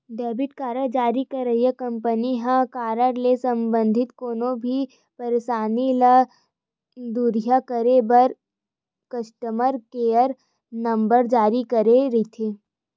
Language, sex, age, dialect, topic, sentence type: Chhattisgarhi, female, 25-30, Western/Budati/Khatahi, banking, statement